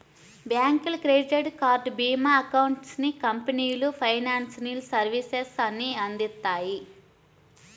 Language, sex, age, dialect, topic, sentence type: Telugu, female, 31-35, Central/Coastal, banking, statement